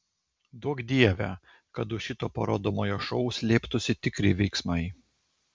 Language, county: Lithuanian, Klaipėda